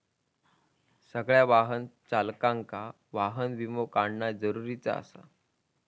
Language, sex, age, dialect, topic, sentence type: Marathi, female, 41-45, Southern Konkan, banking, statement